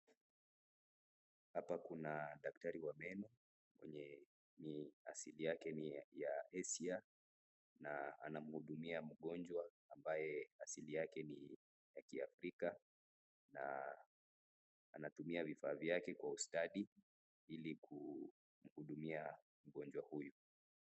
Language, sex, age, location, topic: Swahili, male, 18-24, Nakuru, health